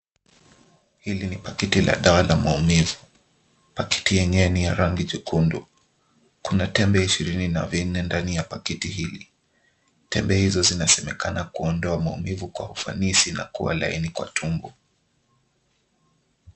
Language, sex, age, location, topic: Swahili, male, 25-35, Nairobi, health